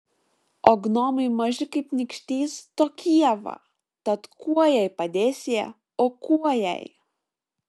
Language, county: Lithuanian, Šiauliai